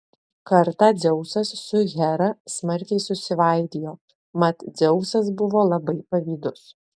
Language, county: Lithuanian, Alytus